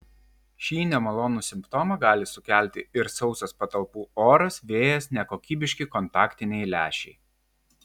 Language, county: Lithuanian, Vilnius